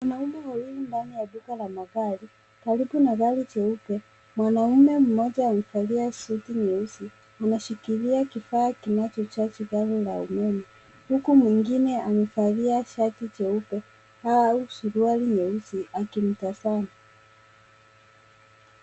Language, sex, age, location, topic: Swahili, female, 18-24, Nairobi, finance